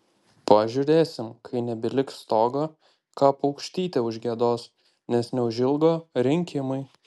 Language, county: Lithuanian, Panevėžys